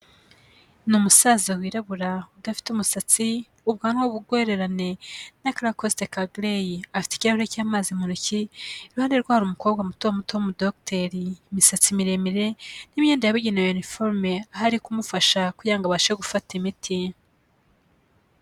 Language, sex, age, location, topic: Kinyarwanda, female, 25-35, Kigali, health